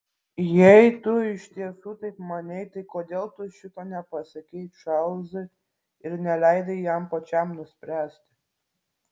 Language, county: Lithuanian, Vilnius